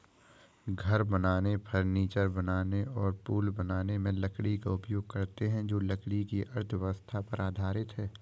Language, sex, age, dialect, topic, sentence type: Hindi, male, 18-24, Awadhi Bundeli, agriculture, statement